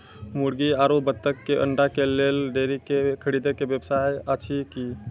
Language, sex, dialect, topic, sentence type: Maithili, male, Angika, agriculture, question